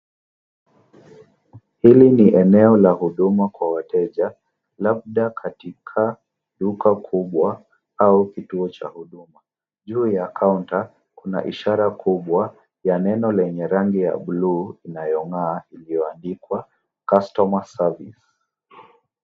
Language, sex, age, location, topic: Swahili, male, 18-24, Nairobi, finance